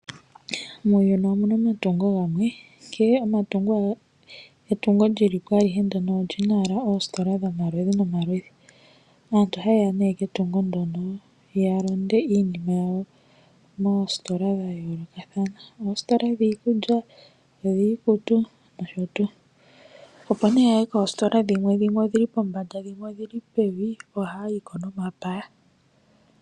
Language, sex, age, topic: Oshiwambo, female, 25-35, finance